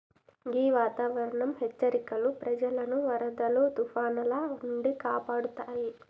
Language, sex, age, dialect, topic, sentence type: Telugu, female, 18-24, Telangana, agriculture, statement